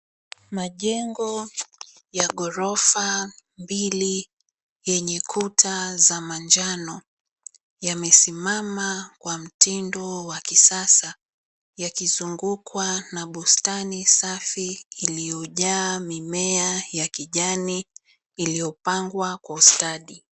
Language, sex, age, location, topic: Swahili, female, 25-35, Mombasa, education